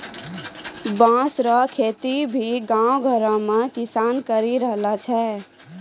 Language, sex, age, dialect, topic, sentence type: Maithili, female, 18-24, Angika, agriculture, statement